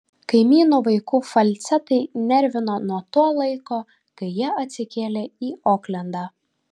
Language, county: Lithuanian, Kaunas